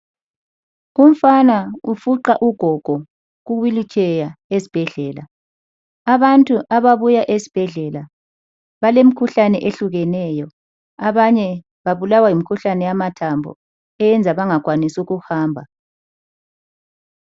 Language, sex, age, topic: North Ndebele, female, 18-24, health